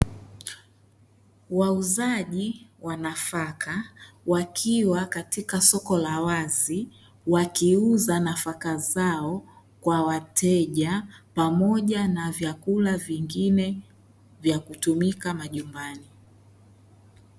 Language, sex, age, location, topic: Swahili, male, 25-35, Dar es Salaam, finance